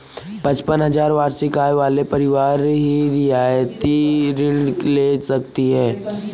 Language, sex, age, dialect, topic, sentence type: Hindi, male, 36-40, Awadhi Bundeli, banking, statement